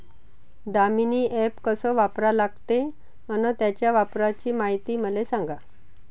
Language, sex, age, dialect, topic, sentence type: Marathi, female, 41-45, Varhadi, agriculture, question